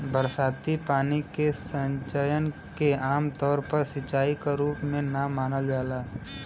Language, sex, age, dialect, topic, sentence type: Bhojpuri, female, 18-24, Western, agriculture, statement